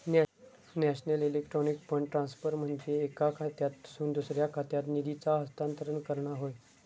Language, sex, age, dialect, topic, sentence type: Marathi, male, 25-30, Southern Konkan, banking, statement